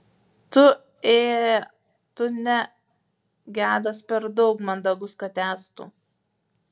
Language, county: Lithuanian, Vilnius